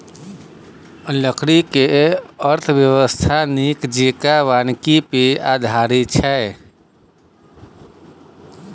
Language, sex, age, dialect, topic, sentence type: Maithili, male, 36-40, Bajjika, agriculture, statement